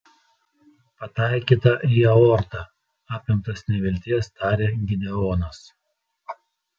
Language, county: Lithuanian, Telšiai